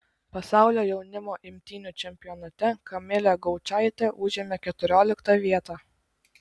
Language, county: Lithuanian, Klaipėda